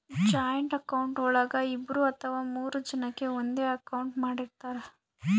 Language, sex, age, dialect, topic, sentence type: Kannada, female, 25-30, Central, banking, statement